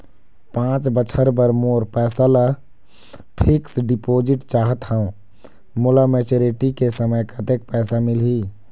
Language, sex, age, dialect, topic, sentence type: Chhattisgarhi, male, 25-30, Eastern, banking, question